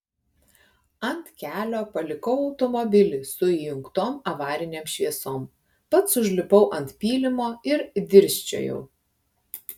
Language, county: Lithuanian, Klaipėda